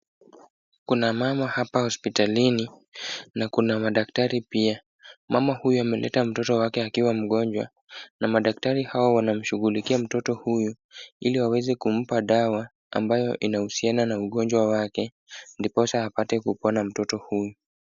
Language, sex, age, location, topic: Swahili, male, 18-24, Kisumu, health